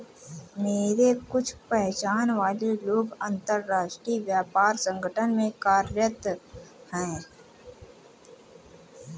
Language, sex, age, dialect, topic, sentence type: Hindi, female, 18-24, Marwari Dhudhari, banking, statement